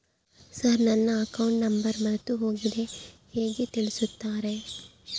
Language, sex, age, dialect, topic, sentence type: Kannada, female, 25-30, Central, banking, question